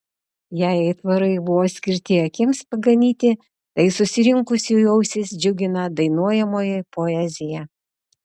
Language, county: Lithuanian, Utena